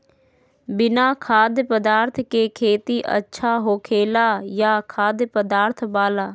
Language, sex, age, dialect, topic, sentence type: Magahi, female, 25-30, Western, agriculture, question